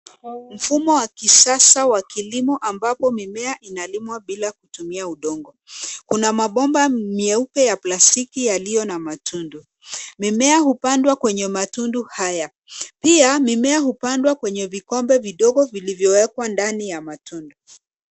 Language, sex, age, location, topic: Swahili, female, 25-35, Nairobi, agriculture